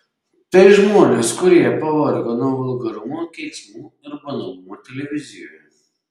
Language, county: Lithuanian, Šiauliai